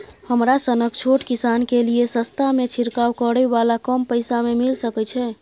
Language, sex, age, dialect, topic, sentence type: Maithili, female, 31-35, Bajjika, agriculture, question